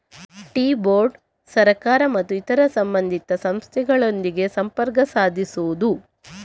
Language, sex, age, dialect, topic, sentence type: Kannada, female, 31-35, Coastal/Dakshin, agriculture, statement